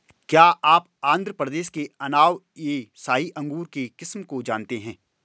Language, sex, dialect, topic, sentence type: Hindi, male, Marwari Dhudhari, agriculture, statement